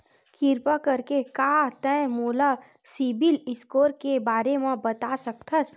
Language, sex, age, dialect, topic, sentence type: Chhattisgarhi, female, 60-100, Western/Budati/Khatahi, banking, statement